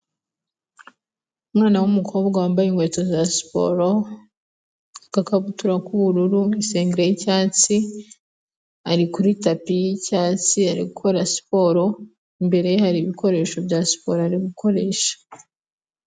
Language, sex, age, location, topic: Kinyarwanda, female, 25-35, Kigali, health